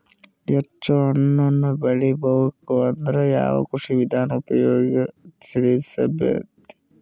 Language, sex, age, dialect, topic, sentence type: Kannada, male, 25-30, Northeastern, agriculture, question